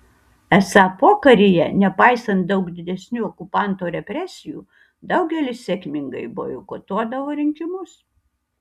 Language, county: Lithuanian, Kaunas